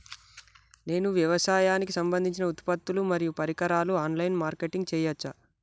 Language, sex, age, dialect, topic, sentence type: Telugu, male, 18-24, Telangana, agriculture, question